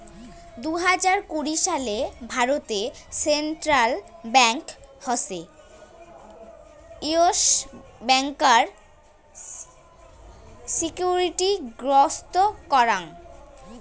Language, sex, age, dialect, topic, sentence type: Bengali, female, 18-24, Rajbangshi, banking, statement